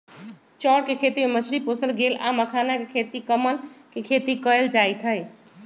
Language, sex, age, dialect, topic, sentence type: Magahi, female, 56-60, Western, agriculture, statement